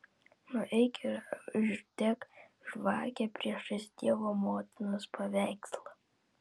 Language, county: Lithuanian, Vilnius